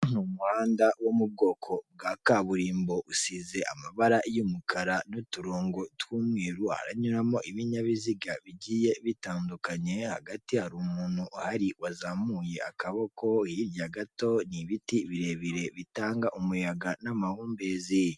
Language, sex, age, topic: Kinyarwanda, female, 18-24, government